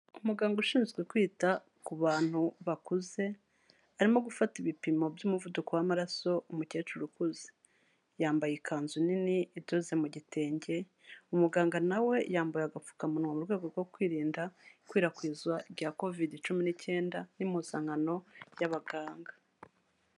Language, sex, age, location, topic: Kinyarwanda, female, 36-49, Kigali, health